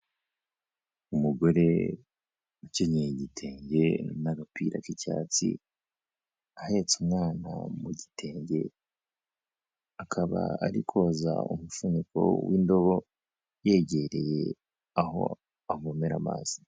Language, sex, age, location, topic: Kinyarwanda, male, 18-24, Kigali, health